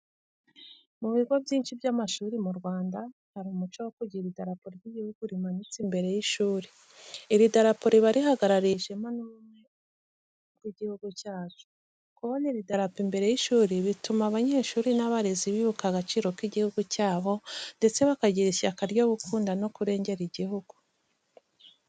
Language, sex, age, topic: Kinyarwanda, female, 25-35, education